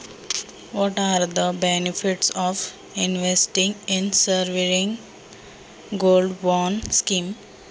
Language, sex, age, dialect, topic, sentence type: Marathi, female, 18-24, Standard Marathi, banking, question